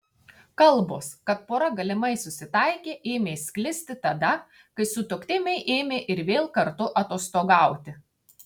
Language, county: Lithuanian, Tauragė